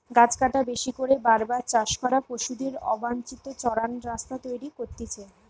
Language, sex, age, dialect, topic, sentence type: Bengali, female, 25-30, Western, agriculture, statement